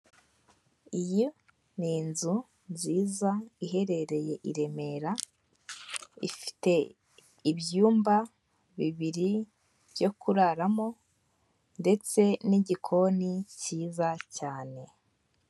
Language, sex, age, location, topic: Kinyarwanda, female, 18-24, Kigali, finance